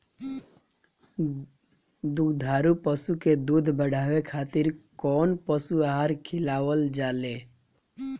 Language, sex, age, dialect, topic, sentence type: Bhojpuri, male, 25-30, Northern, agriculture, question